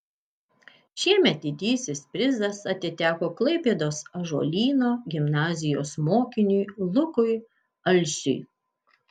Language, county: Lithuanian, Kaunas